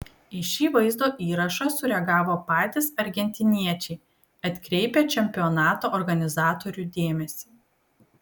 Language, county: Lithuanian, Kaunas